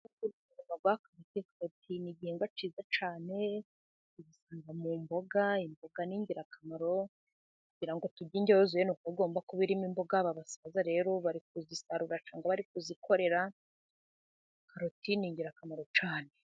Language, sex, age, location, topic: Kinyarwanda, female, 50+, Musanze, agriculture